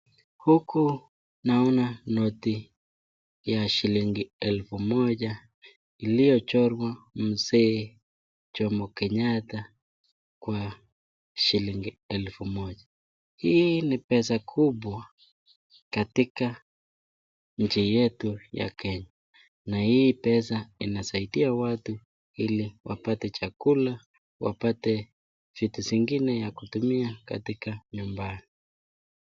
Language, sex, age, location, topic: Swahili, male, 25-35, Nakuru, finance